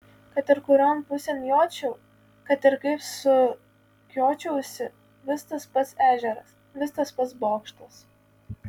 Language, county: Lithuanian, Kaunas